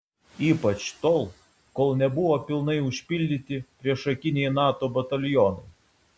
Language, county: Lithuanian, Vilnius